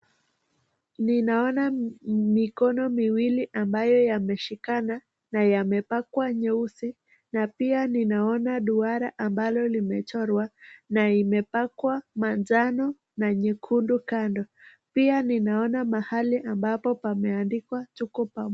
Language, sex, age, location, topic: Swahili, female, 18-24, Nakuru, government